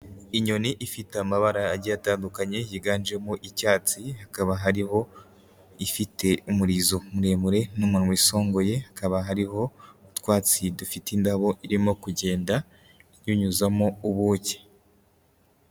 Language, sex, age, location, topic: Kinyarwanda, male, 18-24, Kigali, agriculture